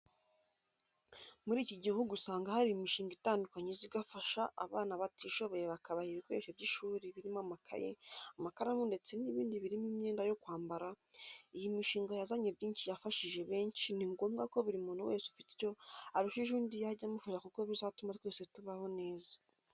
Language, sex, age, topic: Kinyarwanda, female, 18-24, education